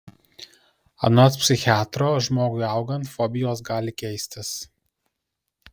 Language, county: Lithuanian, Kaunas